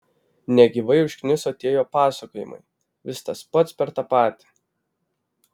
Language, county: Lithuanian, Vilnius